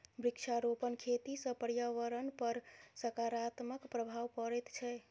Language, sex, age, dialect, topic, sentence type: Maithili, female, 25-30, Southern/Standard, agriculture, statement